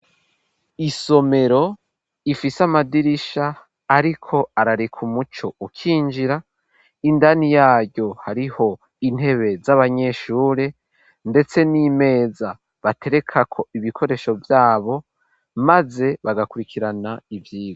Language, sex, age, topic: Rundi, male, 18-24, education